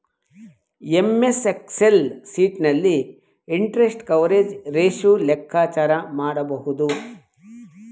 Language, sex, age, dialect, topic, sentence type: Kannada, male, 51-55, Mysore Kannada, banking, statement